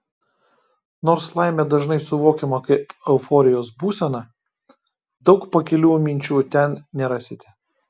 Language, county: Lithuanian, Kaunas